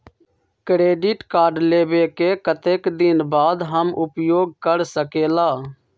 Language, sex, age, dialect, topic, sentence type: Magahi, male, 25-30, Western, banking, question